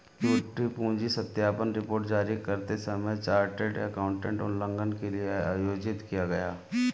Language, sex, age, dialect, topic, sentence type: Hindi, male, 36-40, Marwari Dhudhari, banking, statement